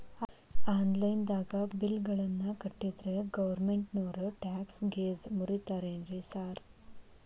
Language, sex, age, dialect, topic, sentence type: Kannada, female, 18-24, Dharwad Kannada, banking, question